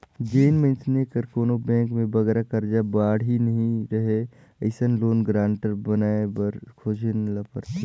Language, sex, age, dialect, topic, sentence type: Chhattisgarhi, male, 18-24, Northern/Bhandar, banking, statement